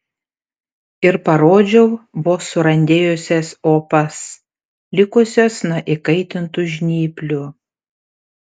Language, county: Lithuanian, Panevėžys